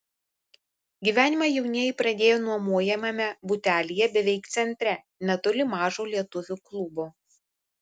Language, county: Lithuanian, Vilnius